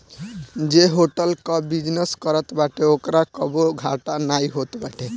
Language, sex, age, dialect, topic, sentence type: Bhojpuri, male, <18, Northern, banking, statement